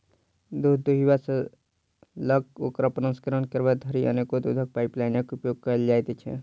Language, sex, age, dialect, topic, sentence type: Maithili, male, 36-40, Southern/Standard, agriculture, statement